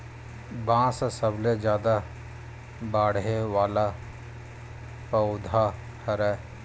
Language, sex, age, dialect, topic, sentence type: Chhattisgarhi, male, 31-35, Western/Budati/Khatahi, agriculture, statement